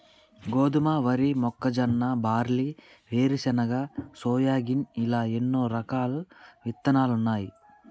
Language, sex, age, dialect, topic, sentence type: Telugu, male, 31-35, Telangana, agriculture, statement